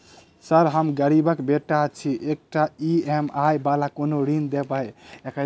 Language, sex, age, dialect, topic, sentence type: Maithili, male, 18-24, Southern/Standard, banking, question